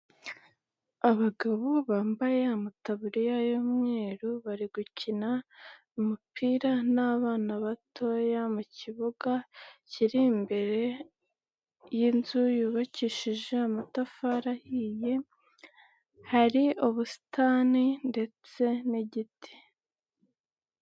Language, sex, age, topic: Kinyarwanda, female, 18-24, health